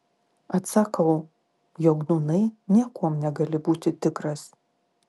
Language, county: Lithuanian, Klaipėda